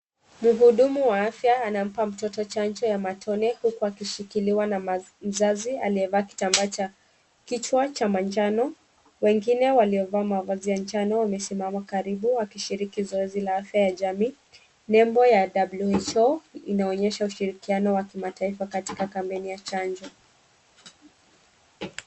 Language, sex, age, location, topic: Swahili, female, 25-35, Kisumu, health